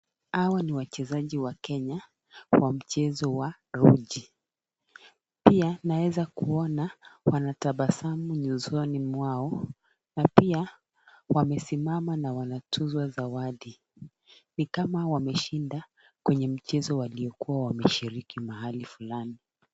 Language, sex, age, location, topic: Swahili, female, 36-49, Nakuru, government